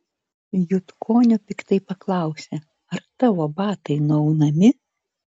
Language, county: Lithuanian, Vilnius